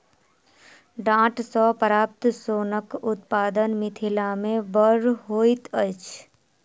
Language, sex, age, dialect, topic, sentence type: Maithili, male, 36-40, Southern/Standard, agriculture, statement